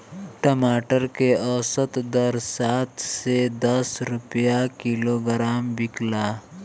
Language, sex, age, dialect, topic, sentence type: Bhojpuri, male, <18, Northern, agriculture, question